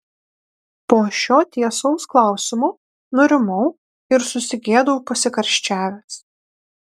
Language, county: Lithuanian, Panevėžys